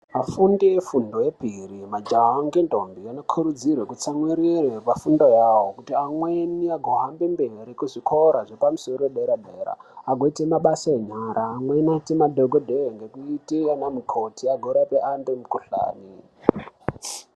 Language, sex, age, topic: Ndau, male, 18-24, education